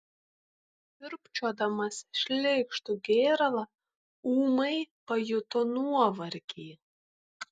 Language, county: Lithuanian, Kaunas